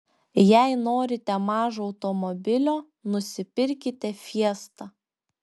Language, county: Lithuanian, Šiauliai